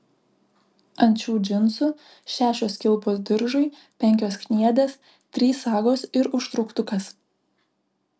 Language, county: Lithuanian, Vilnius